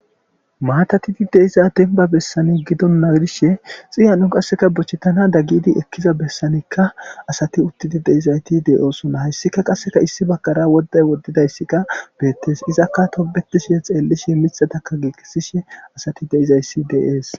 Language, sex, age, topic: Gamo, male, 25-35, government